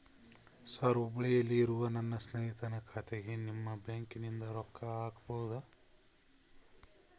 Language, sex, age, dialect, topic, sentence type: Kannada, male, 25-30, Central, banking, question